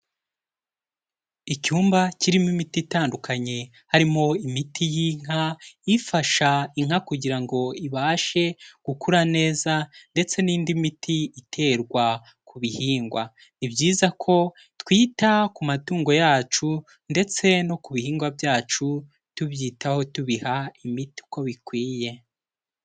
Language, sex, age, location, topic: Kinyarwanda, male, 18-24, Kigali, agriculture